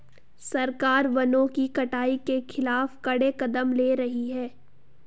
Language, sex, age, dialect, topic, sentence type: Hindi, female, 18-24, Garhwali, agriculture, statement